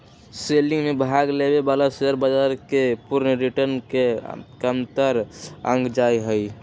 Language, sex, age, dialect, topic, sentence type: Magahi, male, 18-24, Western, banking, statement